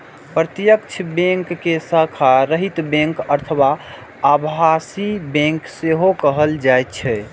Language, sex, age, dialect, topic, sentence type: Maithili, male, 18-24, Eastern / Thethi, banking, statement